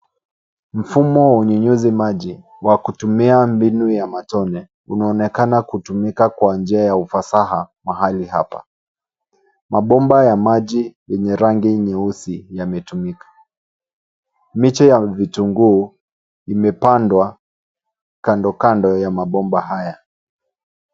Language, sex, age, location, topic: Swahili, male, 25-35, Nairobi, agriculture